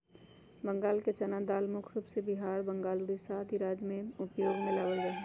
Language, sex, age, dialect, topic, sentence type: Magahi, female, 31-35, Western, agriculture, statement